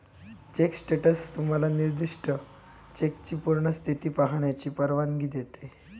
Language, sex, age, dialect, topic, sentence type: Marathi, male, 25-30, Southern Konkan, banking, statement